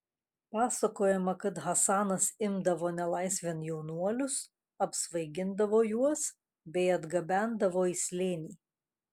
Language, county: Lithuanian, Kaunas